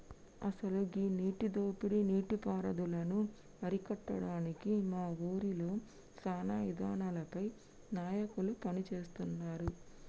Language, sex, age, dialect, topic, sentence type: Telugu, female, 60-100, Telangana, agriculture, statement